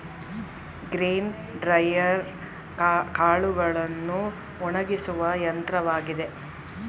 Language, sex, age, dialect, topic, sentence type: Kannada, female, 36-40, Mysore Kannada, agriculture, statement